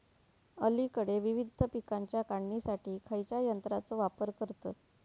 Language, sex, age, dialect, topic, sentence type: Marathi, female, 18-24, Southern Konkan, agriculture, question